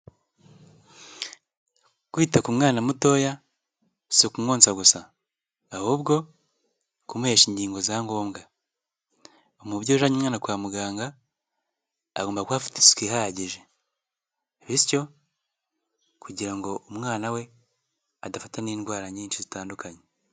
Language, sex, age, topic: Kinyarwanda, male, 18-24, health